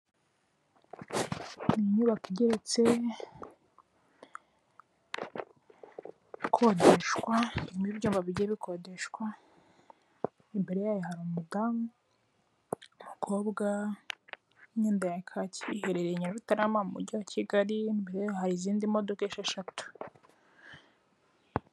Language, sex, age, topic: Kinyarwanda, female, 18-24, finance